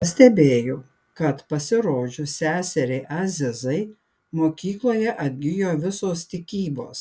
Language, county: Lithuanian, Panevėžys